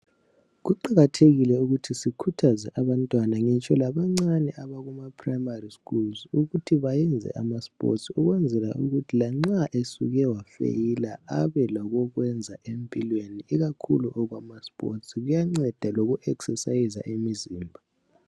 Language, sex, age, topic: North Ndebele, male, 18-24, education